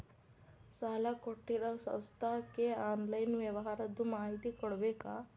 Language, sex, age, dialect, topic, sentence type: Kannada, female, 25-30, Dharwad Kannada, banking, question